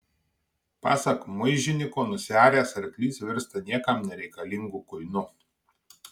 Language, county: Lithuanian, Marijampolė